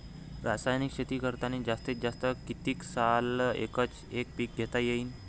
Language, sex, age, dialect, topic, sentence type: Marathi, male, 18-24, Varhadi, agriculture, question